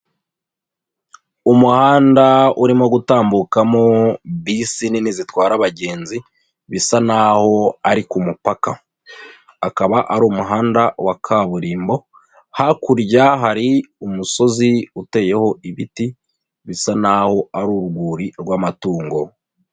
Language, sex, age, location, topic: Kinyarwanda, female, 25-35, Nyagatare, government